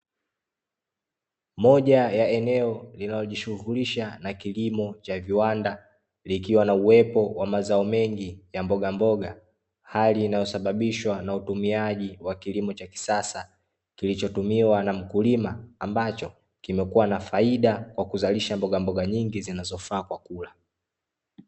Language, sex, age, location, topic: Swahili, male, 18-24, Dar es Salaam, agriculture